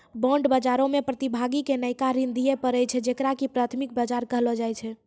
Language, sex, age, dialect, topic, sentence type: Maithili, male, 18-24, Angika, banking, statement